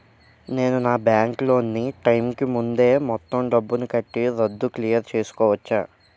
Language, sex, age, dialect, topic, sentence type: Telugu, male, 18-24, Utterandhra, banking, question